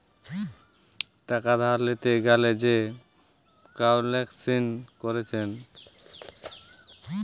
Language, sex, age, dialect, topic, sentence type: Bengali, male, 18-24, Western, banking, statement